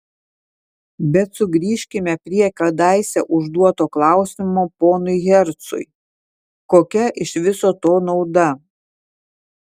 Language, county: Lithuanian, Vilnius